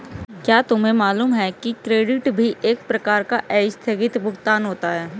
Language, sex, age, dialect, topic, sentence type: Hindi, female, 25-30, Hindustani Malvi Khadi Boli, banking, statement